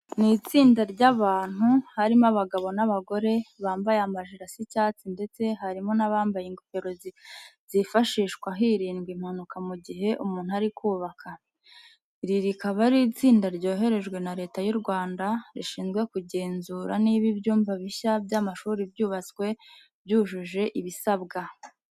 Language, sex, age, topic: Kinyarwanda, female, 25-35, education